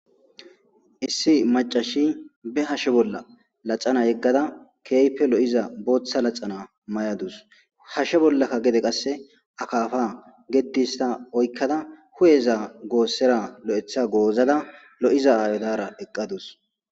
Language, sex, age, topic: Gamo, male, 25-35, agriculture